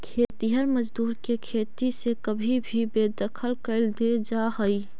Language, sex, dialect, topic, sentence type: Magahi, female, Central/Standard, banking, statement